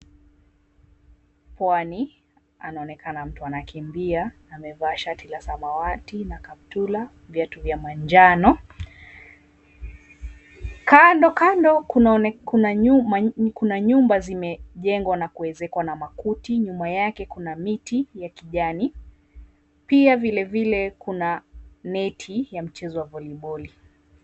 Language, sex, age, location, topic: Swahili, female, 25-35, Mombasa, government